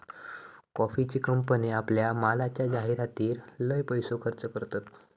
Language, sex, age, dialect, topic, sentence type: Marathi, male, 18-24, Southern Konkan, agriculture, statement